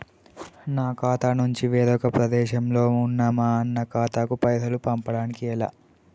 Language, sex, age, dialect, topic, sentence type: Telugu, male, 18-24, Telangana, banking, question